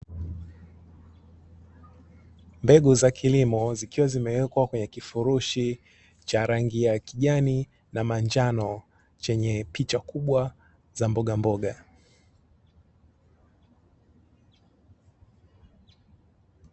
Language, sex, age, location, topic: Swahili, male, 25-35, Dar es Salaam, agriculture